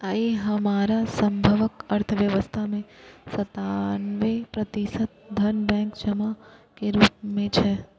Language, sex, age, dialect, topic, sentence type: Maithili, female, 18-24, Eastern / Thethi, banking, statement